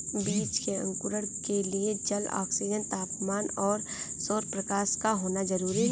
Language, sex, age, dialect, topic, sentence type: Hindi, female, 18-24, Kanauji Braj Bhasha, agriculture, statement